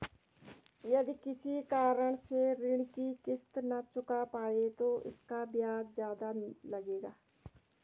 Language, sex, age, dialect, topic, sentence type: Hindi, female, 46-50, Garhwali, banking, question